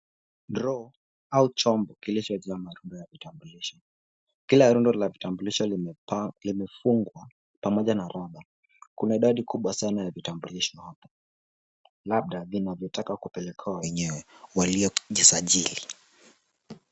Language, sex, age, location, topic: Swahili, male, 18-24, Kisumu, government